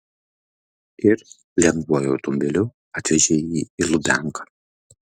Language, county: Lithuanian, Vilnius